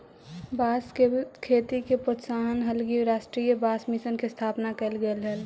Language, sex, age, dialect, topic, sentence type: Magahi, female, 18-24, Central/Standard, banking, statement